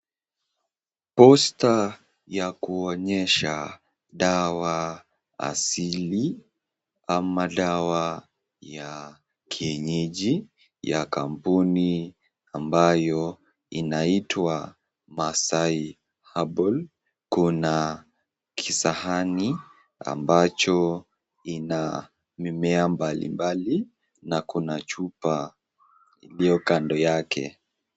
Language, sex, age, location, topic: Swahili, male, 18-24, Nakuru, health